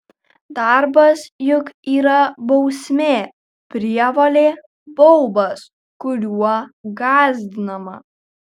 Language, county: Lithuanian, Kaunas